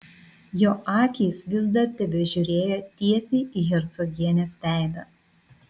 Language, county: Lithuanian, Vilnius